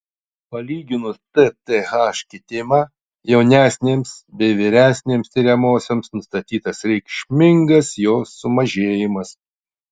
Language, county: Lithuanian, Utena